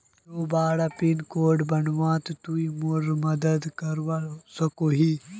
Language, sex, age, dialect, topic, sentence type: Magahi, male, 18-24, Northeastern/Surjapuri, banking, question